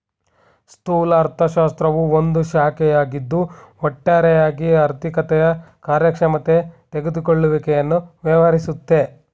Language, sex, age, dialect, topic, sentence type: Kannada, male, 25-30, Mysore Kannada, banking, statement